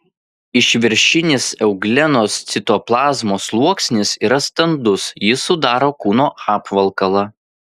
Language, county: Lithuanian, Vilnius